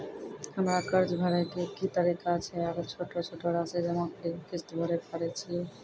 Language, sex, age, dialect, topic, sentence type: Maithili, female, 31-35, Angika, banking, question